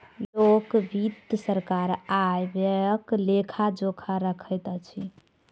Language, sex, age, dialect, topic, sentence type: Maithili, male, 25-30, Southern/Standard, banking, statement